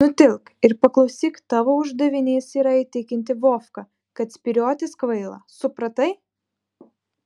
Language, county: Lithuanian, Vilnius